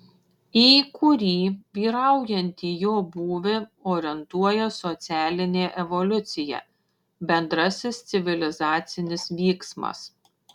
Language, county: Lithuanian, Šiauliai